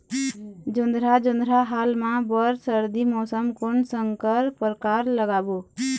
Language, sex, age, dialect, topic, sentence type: Chhattisgarhi, female, 18-24, Eastern, agriculture, question